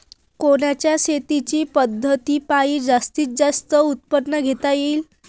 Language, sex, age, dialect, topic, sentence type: Marathi, female, 18-24, Varhadi, agriculture, question